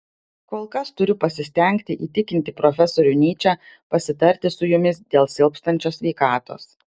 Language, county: Lithuanian, Klaipėda